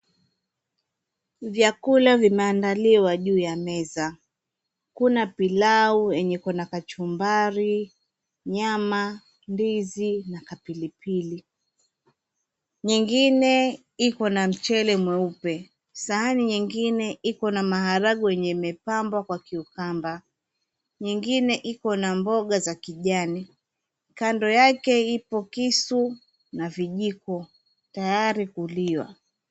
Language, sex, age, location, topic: Swahili, female, 25-35, Mombasa, agriculture